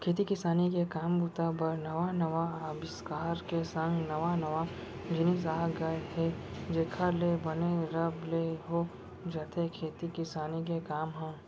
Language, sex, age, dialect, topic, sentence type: Chhattisgarhi, male, 18-24, Central, banking, statement